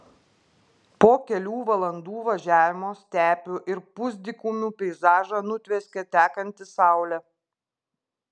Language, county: Lithuanian, Klaipėda